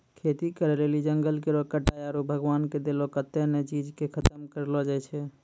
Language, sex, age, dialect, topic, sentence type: Maithili, male, 25-30, Angika, agriculture, statement